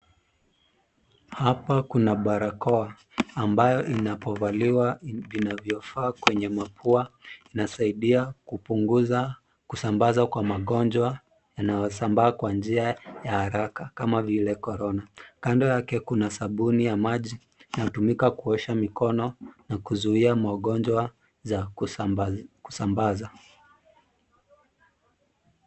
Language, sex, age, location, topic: Swahili, male, 25-35, Nairobi, health